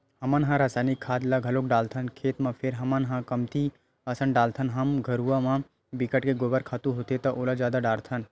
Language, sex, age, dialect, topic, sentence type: Chhattisgarhi, male, 25-30, Western/Budati/Khatahi, agriculture, statement